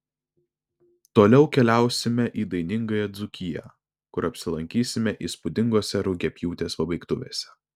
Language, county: Lithuanian, Vilnius